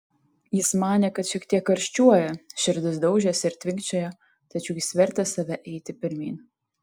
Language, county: Lithuanian, Tauragė